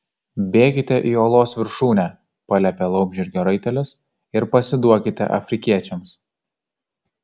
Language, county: Lithuanian, Kaunas